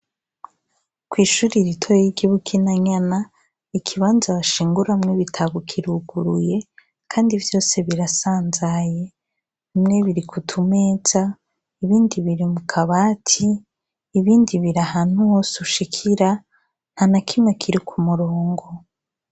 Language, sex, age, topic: Rundi, female, 25-35, education